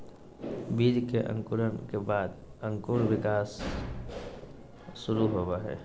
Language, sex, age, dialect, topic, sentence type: Magahi, male, 18-24, Southern, agriculture, statement